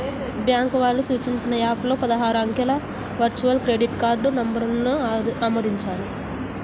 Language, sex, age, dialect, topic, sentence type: Telugu, female, 18-24, Central/Coastal, banking, statement